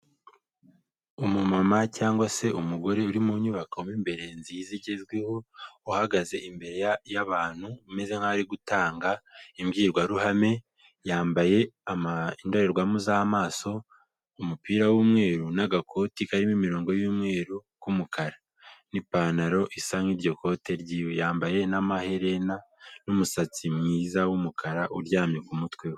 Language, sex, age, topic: Kinyarwanda, male, 18-24, government